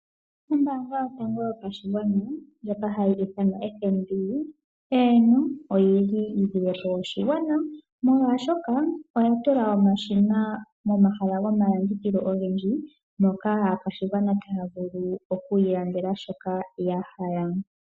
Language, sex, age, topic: Oshiwambo, male, 18-24, finance